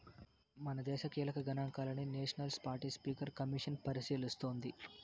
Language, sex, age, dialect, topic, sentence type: Telugu, male, 18-24, Southern, banking, statement